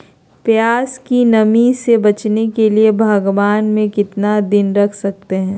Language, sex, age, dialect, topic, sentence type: Magahi, female, 36-40, Southern, agriculture, question